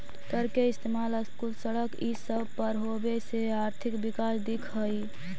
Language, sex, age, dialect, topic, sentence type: Magahi, female, 25-30, Central/Standard, banking, statement